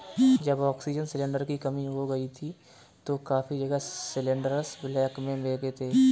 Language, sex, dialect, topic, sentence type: Hindi, male, Kanauji Braj Bhasha, banking, statement